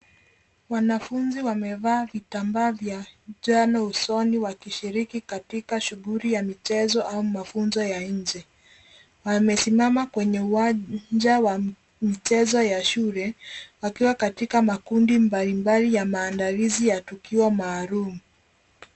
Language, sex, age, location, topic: Swahili, female, 18-24, Nairobi, education